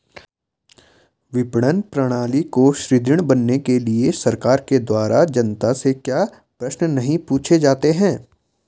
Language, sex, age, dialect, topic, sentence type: Hindi, male, 18-24, Garhwali, agriculture, question